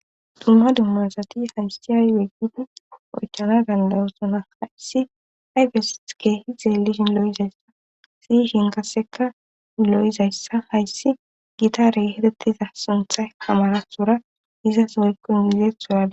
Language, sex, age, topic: Gamo, female, 25-35, government